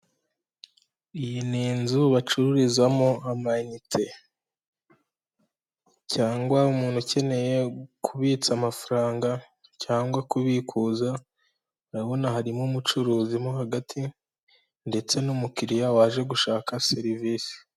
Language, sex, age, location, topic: Kinyarwanda, female, 18-24, Kigali, finance